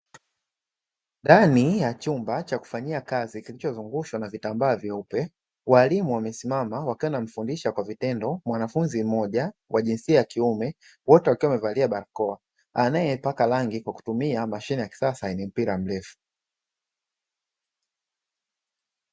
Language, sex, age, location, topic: Swahili, male, 25-35, Dar es Salaam, education